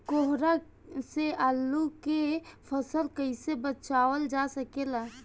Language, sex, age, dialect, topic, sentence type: Bhojpuri, female, 18-24, Northern, agriculture, question